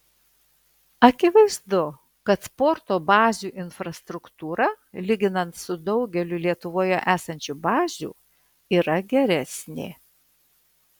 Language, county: Lithuanian, Vilnius